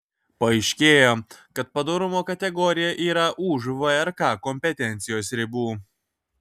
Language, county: Lithuanian, Kaunas